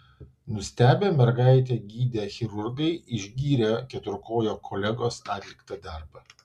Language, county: Lithuanian, Vilnius